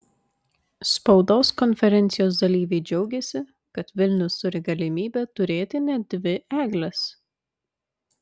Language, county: Lithuanian, Vilnius